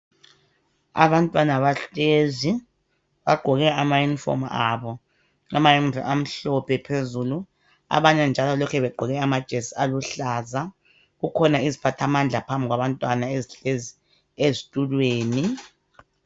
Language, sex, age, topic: North Ndebele, male, 50+, education